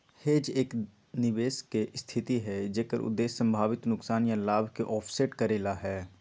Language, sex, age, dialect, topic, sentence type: Magahi, male, 18-24, Western, banking, statement